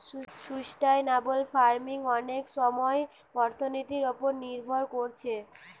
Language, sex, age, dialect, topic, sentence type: Bengali, female, 18-24, Western, agriculture, statement